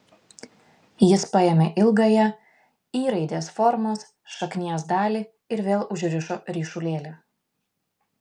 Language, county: Lithuanian, Vilnius